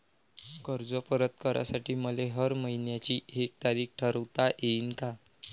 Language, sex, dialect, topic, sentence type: Marathi, male, Varhadi, banking, question